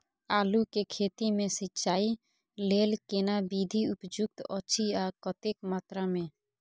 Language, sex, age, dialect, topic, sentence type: Maithili, female, 41-45, Bajjika, agriculture, question